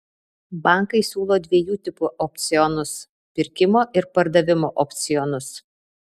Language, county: Lithuanian, Vilnius